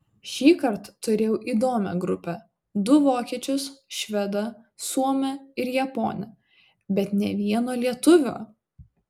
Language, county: Lithuanian, Vilnius